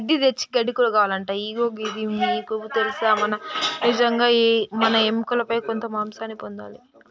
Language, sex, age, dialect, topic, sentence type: Telugu, male, 18-24, Telangana, agriculture, statement